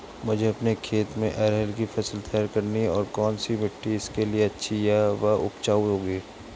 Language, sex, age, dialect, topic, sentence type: Hindi, male, 18-24, Awadhi Bundeli, agriculture, question